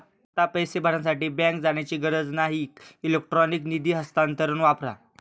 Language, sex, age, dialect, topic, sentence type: Marathi, male, 18-24, Standard Marathi, banking, statement